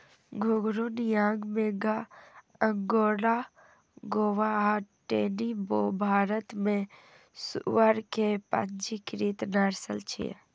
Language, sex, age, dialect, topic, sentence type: Maithili, female, 41-45, Eastern / Thethi, agriculture, statement